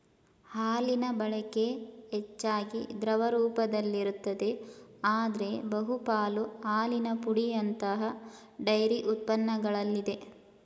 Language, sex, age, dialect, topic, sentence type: Kannada, female, 18-24, Mysore Kannada, agriculture, statement